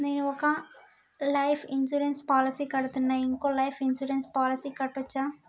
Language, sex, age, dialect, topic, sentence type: Telugu, male, 18-24, Telangana, banking, question